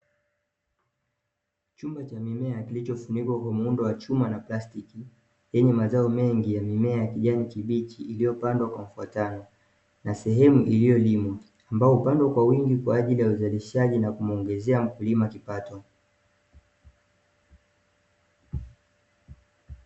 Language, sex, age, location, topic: Swahili, male, 18-24, Dar es Salaam, agriculture